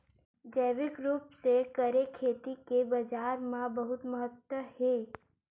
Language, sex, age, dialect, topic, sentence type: Chhattisgarhi, female, 18-24, Western/Budati/Khatahi, agriculture, statement